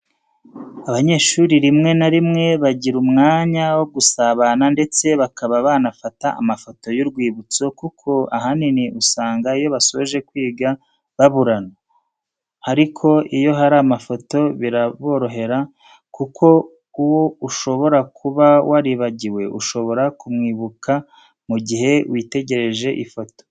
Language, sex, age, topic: Kinyarwanda, male, 36-49, education